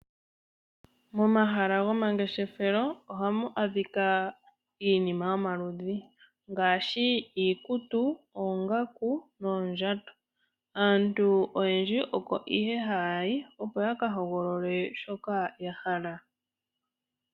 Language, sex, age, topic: Oshiwambo, female, 18-24, finance